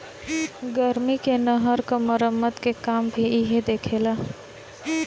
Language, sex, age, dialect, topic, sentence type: Bhojpuri, female, 18-24, Northern, agriculture, statement